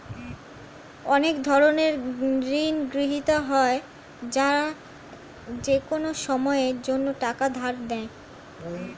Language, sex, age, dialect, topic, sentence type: Bengali, female, 25-30, Standard Colloquial, banking, statement